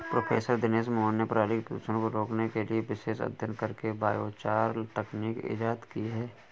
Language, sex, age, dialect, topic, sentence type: Hindi, male, 25-30, Awadhi Bundeli, agriculture, statement